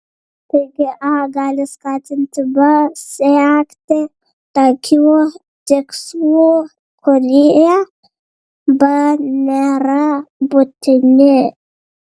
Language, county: Lithuanian, Vilnius